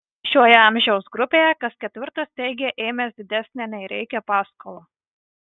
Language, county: Lithuanian, Marijampolė